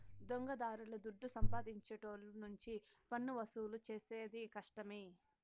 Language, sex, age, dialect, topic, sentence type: Telugu, female, 60-100, Southern, banking, statement